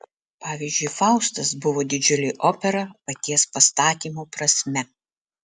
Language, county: Lithuanian, Alytus